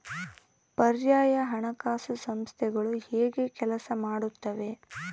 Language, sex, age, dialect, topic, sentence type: Kannada, female, 18-24, Central, banking, question